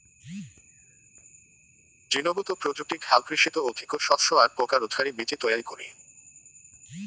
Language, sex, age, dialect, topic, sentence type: Bengali, male, 18-24, Rajbangshi, agriculture, statement